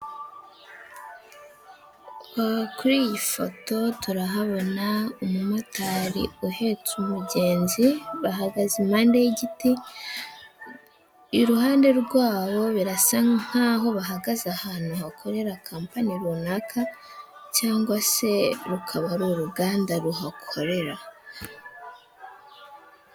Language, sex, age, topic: Kinyarwanda, female, 18-24, government